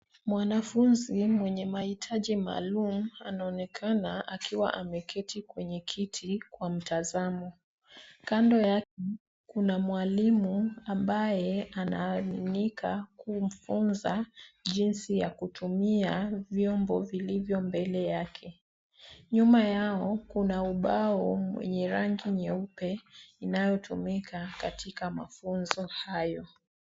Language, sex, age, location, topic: Swahili, female, 25-35, Nairobi, education